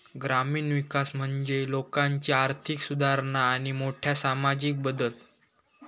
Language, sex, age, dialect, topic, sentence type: Marathi, male, 18-24, Southern Konkan, agriculture, statement